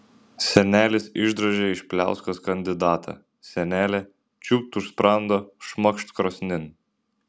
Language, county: Lithuanian, Šiauliai